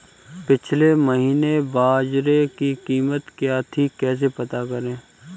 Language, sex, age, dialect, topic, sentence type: Hindi, male, 25-30, Kanauji Braj Bhasha, agriculture, question